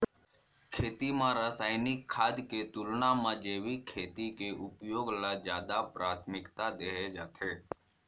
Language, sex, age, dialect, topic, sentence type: Chhattisgarhi, male, 46-50, Northern/Bhandar, agriculture, statement